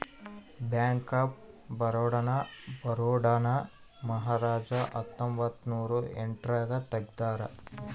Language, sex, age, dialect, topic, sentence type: Kannada, male, 18-24, Central, banking, statement